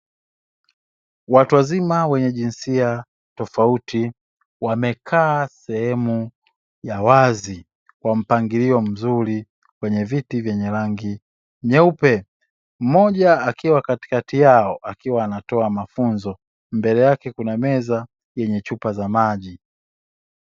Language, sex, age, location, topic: Swahili, male, 18-24, Dar es Salaam, education